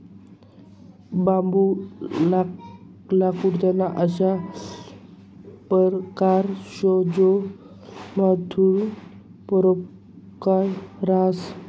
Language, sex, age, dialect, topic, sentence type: Marathi, male, 18-24, Northern Konkan, agriculture, statement